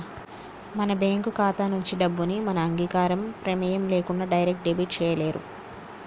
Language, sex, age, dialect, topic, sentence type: Telugu, male, 46-50, Telangana, banking, statement